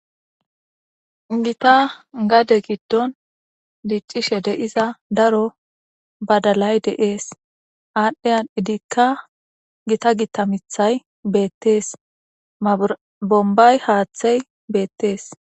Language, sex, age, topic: Gamo, female, 18-24, government